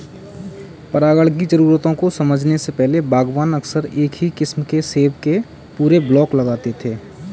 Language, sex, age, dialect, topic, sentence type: Hindi, male, 18-24, Kanauji Braj Bhasha, agriculture, statement